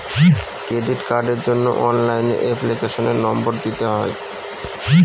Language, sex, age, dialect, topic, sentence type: Bengali, male, 36-40, Northern/Varendri, banking, statement